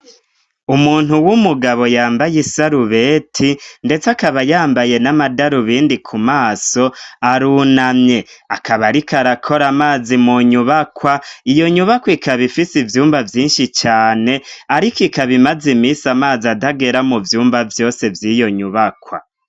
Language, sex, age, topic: Rundi, male, 25-35, education